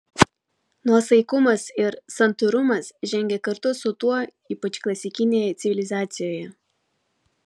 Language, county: Lithuanian, Vilnius